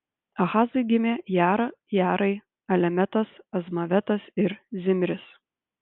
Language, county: Lithuanian, Utena